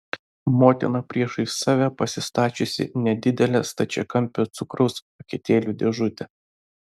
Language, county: Lithuanian, Vilnius